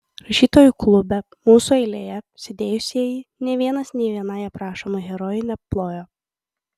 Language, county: Lithuanian, Kaunas